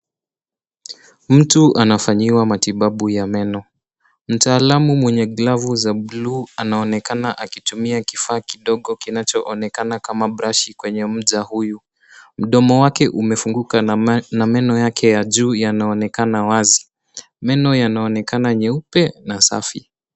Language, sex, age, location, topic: Swahili, male, 18-24, Nairobi, health